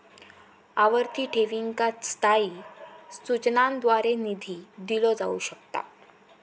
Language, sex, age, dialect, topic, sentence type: Marathi, female, 18-24, Southern Konkan, banking, statement